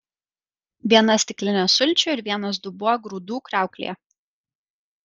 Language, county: Lithuanian, Kaunas